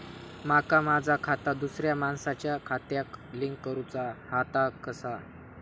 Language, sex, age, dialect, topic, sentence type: Marathi, male, 18-24, Southern Konkan, banking, question